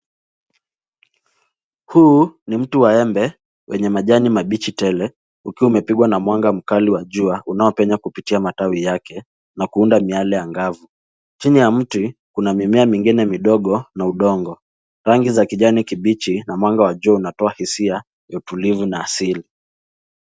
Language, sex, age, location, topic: Swahili, male, 18-24, Nairobi, health